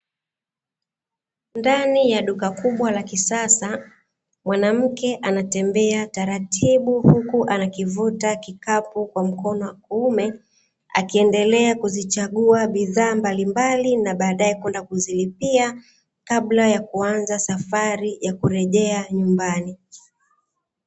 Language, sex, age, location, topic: Swahili, female, 36-49, Dar es Salaam, finance